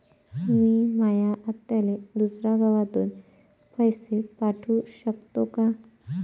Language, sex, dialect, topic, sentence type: Marathi, female, Varhadi, banking, question